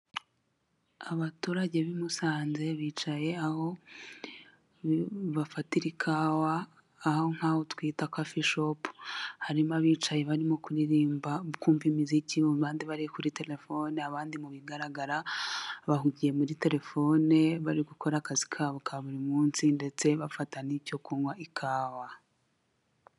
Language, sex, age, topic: Kinyarwanda, female, 18-24, finance